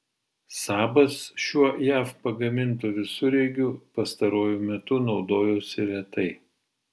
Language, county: Lithuanian, Vilnius